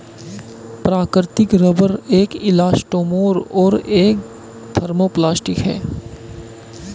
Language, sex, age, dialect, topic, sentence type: Hindi, male, 25-30, Hindustani Malvi Khadi Boli, agriculture, statement